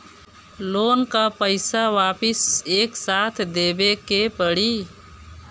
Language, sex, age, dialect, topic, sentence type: Bhojpuri, female, 36-40, Northern, banking, question